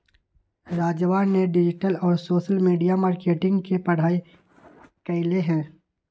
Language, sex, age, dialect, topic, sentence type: Magahi, male, 18-24, Western, banking, statement